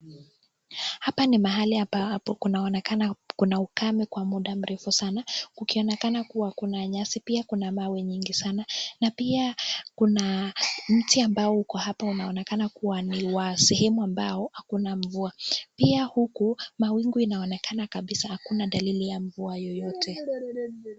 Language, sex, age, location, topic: Swahili, female, 25-35, Nakuru, health